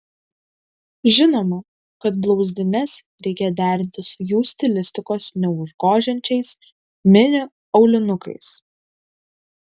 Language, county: Lithuanian, Kaunas